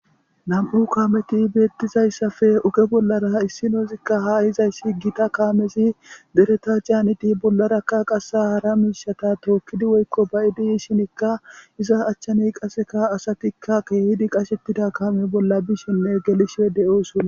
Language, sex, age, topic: Gamo, male, 18-24, government